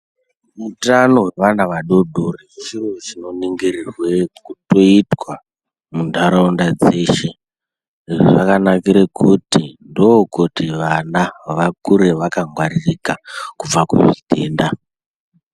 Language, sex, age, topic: Ndau, male, 18-24, health